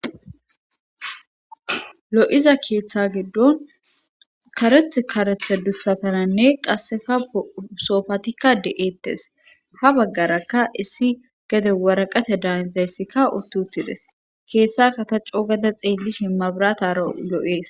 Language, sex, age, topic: Gamo, female, 18-24, government